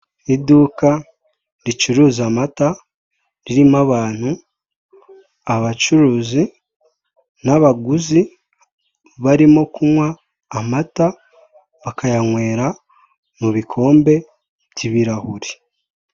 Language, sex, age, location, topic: Kinyarwanda, male, 18-24, Kigali, finance